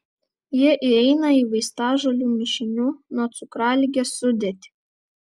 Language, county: Lithuanian, Vilnius